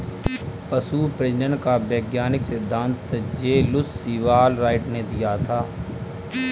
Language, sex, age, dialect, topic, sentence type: Hindi, male, 25-30, Kanauji Braj Bhasha, agriculture, statement